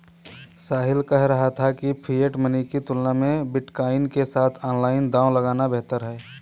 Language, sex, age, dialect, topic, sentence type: Hindi, male, 25-30, Kanauji Braj Bhasha, banking, statement